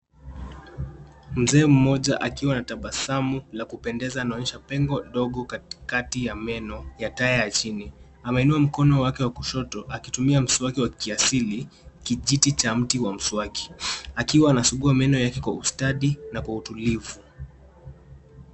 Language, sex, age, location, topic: Swahili, male, 18-24, Nairobi, health